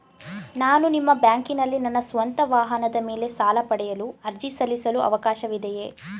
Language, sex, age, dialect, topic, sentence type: Kannada, female, 18-24, Mysore Kannada, banking, question